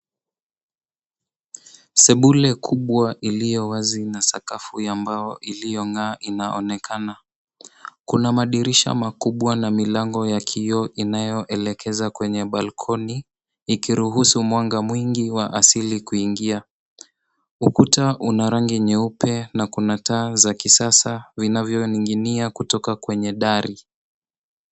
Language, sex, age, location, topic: Swahili, male, 18-24, Nairobi, finance